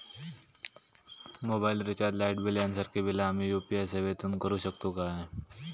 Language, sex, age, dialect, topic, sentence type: Marathi, male, 18-24, Southern Konkan, banking, question